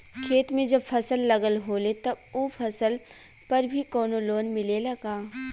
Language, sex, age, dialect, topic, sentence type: Bhojpuri, female, 18-24, Western, banking, question